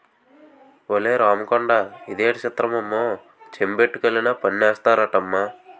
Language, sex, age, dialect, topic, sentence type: Telugu, male, 18-24, Utterandhra, banking, statement